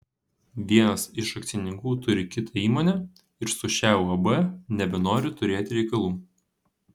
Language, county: Lithuanian, Vilnius